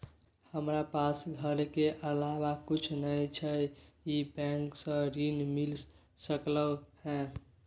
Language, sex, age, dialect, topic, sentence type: Maithili, male, 51-55, Bajjika, banking, question